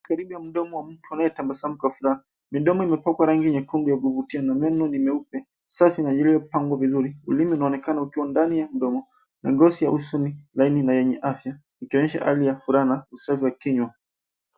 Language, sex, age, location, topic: Swahili, male, 25-35, Nairobi, health